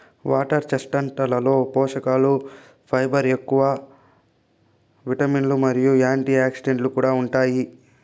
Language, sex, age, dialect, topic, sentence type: Telugu, female, 18-24, Southern, agriculture, statement